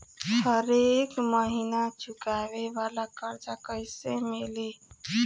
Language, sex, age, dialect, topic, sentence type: Bhojpuri, female, 25-30, Southern / Standard, banking, question